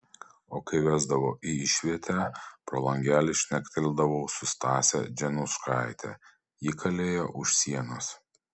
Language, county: Lithuanian, Panevėžys